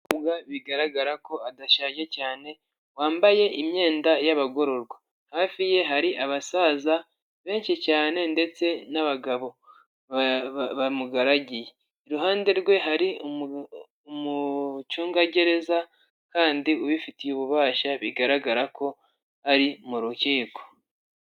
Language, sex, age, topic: Kinyarwanda, male, 25-35, government